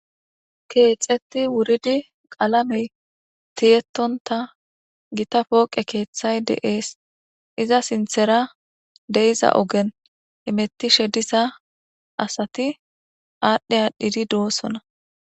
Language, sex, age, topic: Gamo, female, 18-24, government